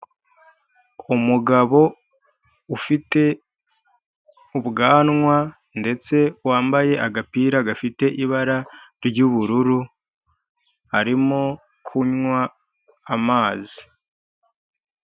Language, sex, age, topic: Kinyarwanda, male, 25-35, health